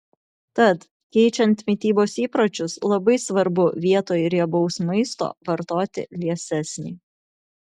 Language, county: Lithuanian, Vilnius